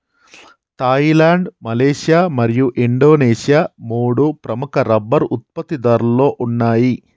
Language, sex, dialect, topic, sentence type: Telugu, male, Telangana, agriculture, statement